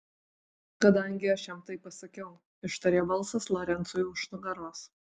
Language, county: Lithuanian, Alytus